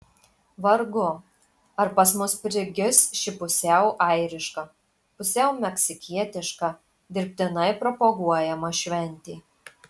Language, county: Lithuanian, Marijampolė